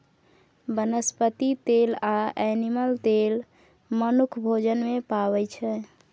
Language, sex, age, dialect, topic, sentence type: Maithili, female, 41-45, Bajjika, agriculture, statement